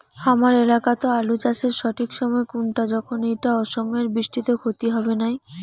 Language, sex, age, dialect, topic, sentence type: Bengali, female, 18-24, Rajbangshi, agriculture, question